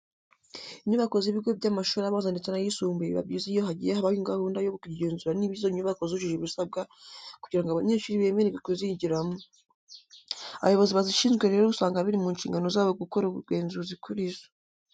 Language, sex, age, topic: Kinyarwanda, female, 25-35, education